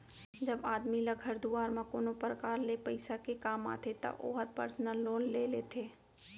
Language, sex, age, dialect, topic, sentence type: Chhattisgarhi, female, 25-30, Central, banking, statement